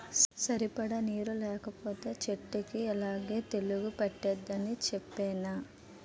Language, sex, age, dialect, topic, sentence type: Telugu, female, 18-24, Utterandhra, agriculture, statement